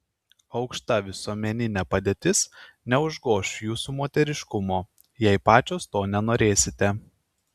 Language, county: Lithuanian, Kaunas